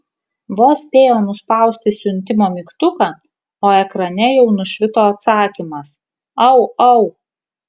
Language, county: Lithuanian, Kaunas